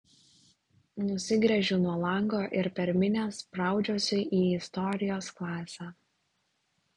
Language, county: Lithuanian, Klaipėda